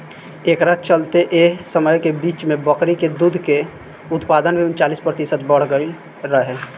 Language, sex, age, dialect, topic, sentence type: Bhojpuri, male, 18-24, Southern / Standard, agriculture, statement